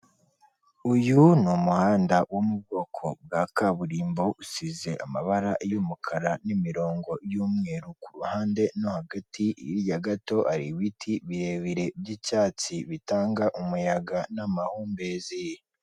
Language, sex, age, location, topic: Kinyarwanda, female, 18-24, Kigali, government